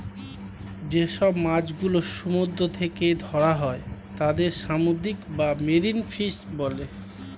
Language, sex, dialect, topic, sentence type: Bengali, male, Standard Colloquial, agriculture, statement